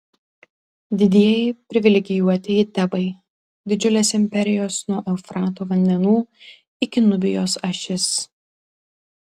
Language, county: Lithuanian, Klaipėda